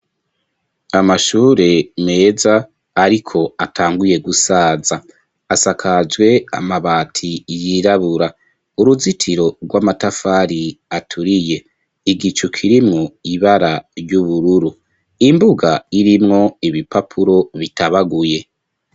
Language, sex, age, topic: Rundi, male, 25-35, education